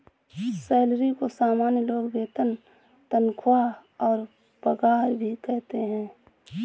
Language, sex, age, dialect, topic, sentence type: Hindi, female, 18-24, Awadhi Bundeli, banking, statement